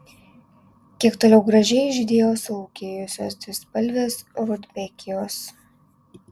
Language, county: Lithuanian, Alytus